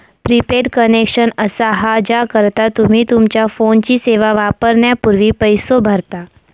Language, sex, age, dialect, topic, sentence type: Marathi, female, 25-30, Southern Konkan, banking, statement